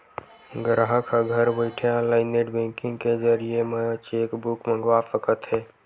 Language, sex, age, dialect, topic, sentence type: Chhattisgarhi, male, 56-60, Western/Budati/Khatahi, banking, statement